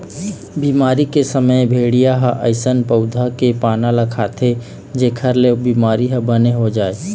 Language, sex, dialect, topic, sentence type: Chhattisgarhi, male, Eastern, agriculture, statement